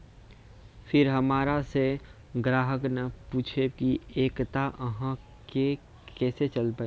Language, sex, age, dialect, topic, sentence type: Maithili, male, 18-24, Angika, banking, question